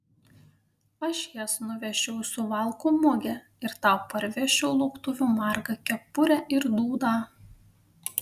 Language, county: Lithuanian, Panevėžys